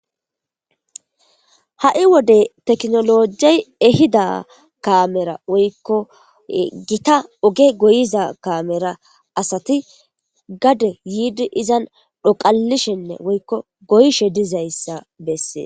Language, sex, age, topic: Gamo, male, 18-24, government